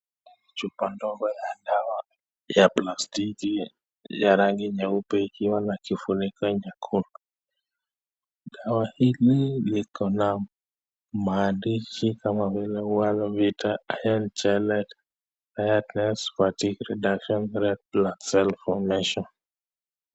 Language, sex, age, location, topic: Swahili, male, 25-35, Nakuru, health